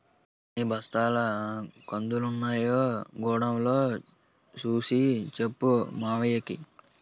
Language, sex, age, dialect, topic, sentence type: Telugu, male, 18-24, Utterandhra, banking, statement